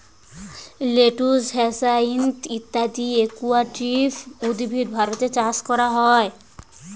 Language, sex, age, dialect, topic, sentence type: Bengali, male, 25-30, Standard Colloquial, agriculture, statement